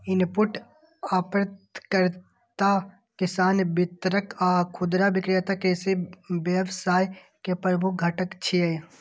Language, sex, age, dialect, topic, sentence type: Maithili, male, 18-24, Eastern / Thethi, agriculture, statement